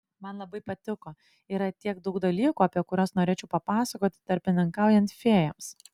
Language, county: Lithuanian, Klaipėda